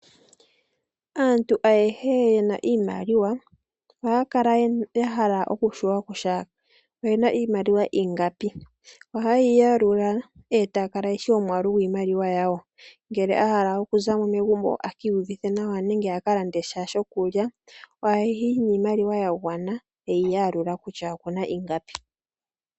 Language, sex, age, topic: Oshiwambo, male, 18-24, finance